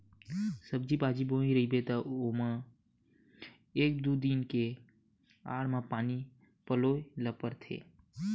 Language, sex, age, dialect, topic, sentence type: Chhattisgarhi, male, 60-100, Western/Budati/Khatahi, agriculture, statement